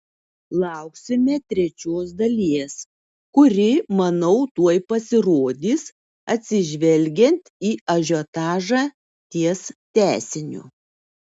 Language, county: Lithuanian, Šiauliai